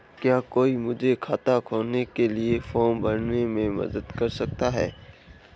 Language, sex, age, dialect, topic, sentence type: Hindi, male, 18-24, Marwari Dhudhari, banking, question